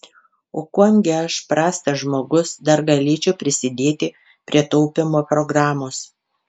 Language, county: Lithuanian, Panevėžys